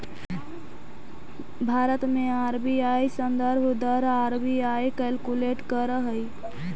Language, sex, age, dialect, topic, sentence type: Magahi, female, 25-30, Central/Standard, agriculture, statement